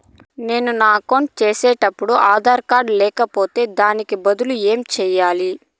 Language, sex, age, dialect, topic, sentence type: Telugu, female, 31-35, Southern, banking, question